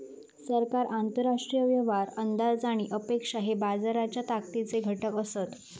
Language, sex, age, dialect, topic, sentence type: Marathi, female, 25-30, Southern Konkan, banking, statement